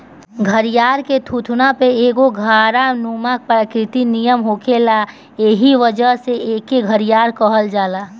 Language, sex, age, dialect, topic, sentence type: Bhojpuri, female, 18-24, Northern, agriculture, statement